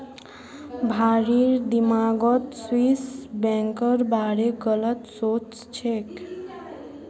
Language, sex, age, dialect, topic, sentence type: Magahi, female, 51-55, Northeastern/Surjapuri, banking, statement